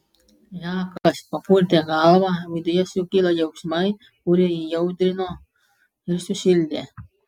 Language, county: Lithuanian, Klaipėda